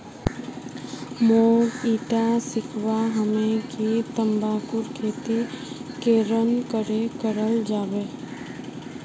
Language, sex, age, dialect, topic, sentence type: Magahi, female, 51-55, Northeastern/Surjapuri, agriculture, statement